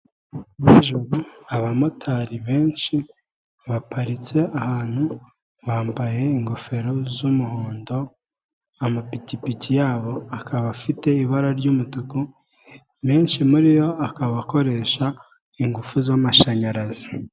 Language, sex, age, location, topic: Kinyarwanda, male, 18-24, Kigali, government